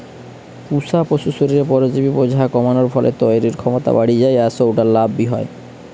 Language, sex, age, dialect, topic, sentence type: Bengali, male, 25-30, Western, agriculture, statement